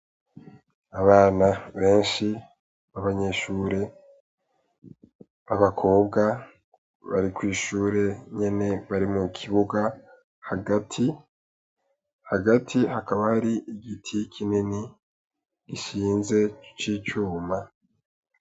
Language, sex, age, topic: Rundi, male, 18-24, education